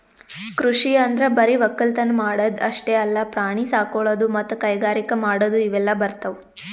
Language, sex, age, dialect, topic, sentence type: Kannada, female, 18-24, Northeastern, agriculture, statement